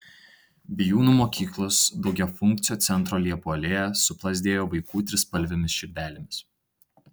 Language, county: Lithuanian, Tauragė